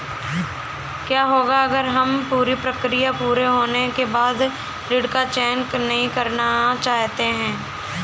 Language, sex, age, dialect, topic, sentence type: Hindi, female, 18-24, Awadhi Bundeli, banking, question